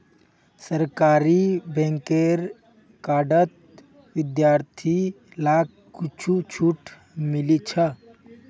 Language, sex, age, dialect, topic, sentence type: Magahi, male, 25-30, Northeastern/Surjapuri, banking, statement